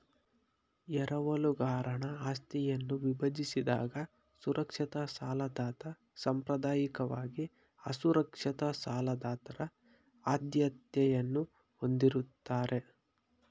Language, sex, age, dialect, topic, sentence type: Kannada, male, 25-30, Mysore Kannada, banking, statement